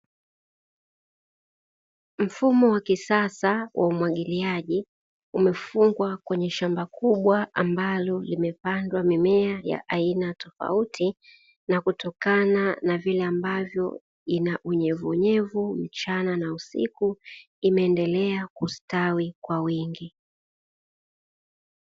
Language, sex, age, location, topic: Swahili, female, 25-35, Dar es Salaam, agriculture